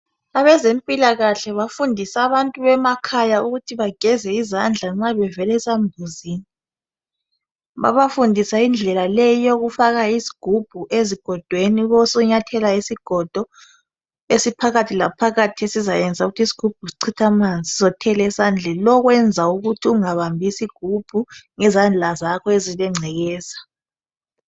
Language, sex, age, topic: North Ndebele, male, 25-35, health